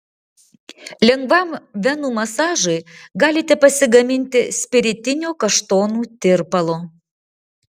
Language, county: Lithuanian, Marijampolė